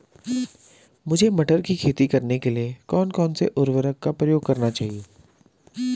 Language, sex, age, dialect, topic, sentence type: Hindi, male, 25-30, Garhwali, agriculture, question